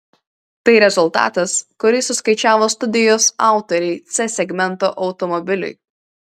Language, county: Lithuanian, Vilnius